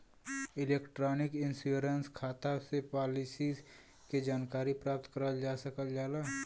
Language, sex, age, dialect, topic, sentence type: Bhojpuri, male, 18-24, Western, banking, statement